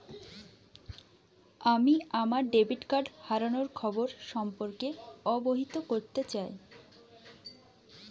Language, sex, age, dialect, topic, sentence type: Bengali, female, 18-24, Jharkhandi, banking, statement